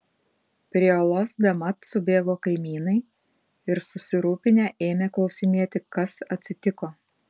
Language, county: Lithuanian, Panevėžys